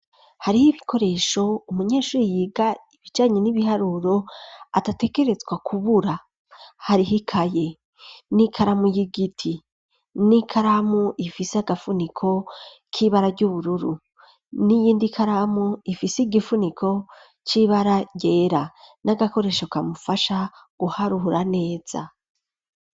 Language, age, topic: Rundi, 25-35, education